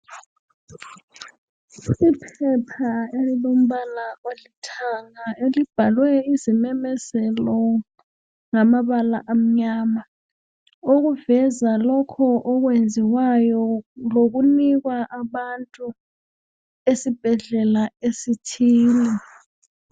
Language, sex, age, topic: North Ndebele, female, 25-35, health